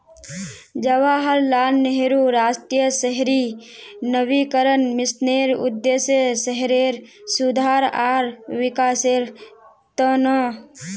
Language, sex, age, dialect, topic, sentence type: Magahi, female, 18-24, Northeastern/Surjapuri, banking, statement